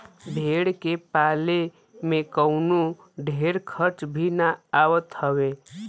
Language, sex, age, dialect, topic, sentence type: Bhojpuri, male, 25-30, Western, agriculture, statement